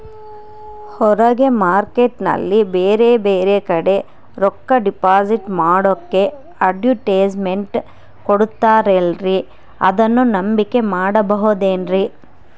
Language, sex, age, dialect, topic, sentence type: Kannada, female, 31-35, Central, banking, question